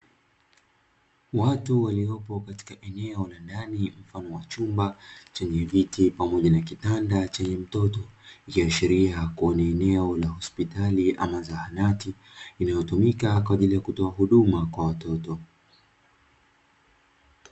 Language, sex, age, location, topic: Swahili, male, 25-35, Dar es Salaam, health